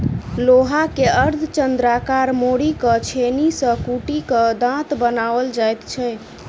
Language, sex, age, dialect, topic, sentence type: Maithili, female, 25-30, Southern/Standard, agriculture, statement